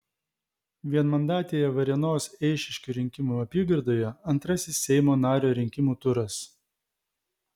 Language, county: Lithuanian, Vilnius